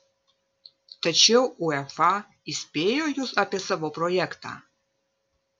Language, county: Lithuanian, Vilnius